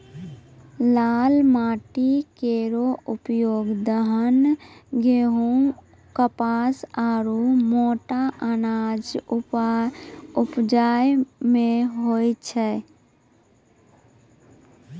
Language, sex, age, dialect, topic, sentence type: Maithili, female, 18-24, Angika, agriculture, statement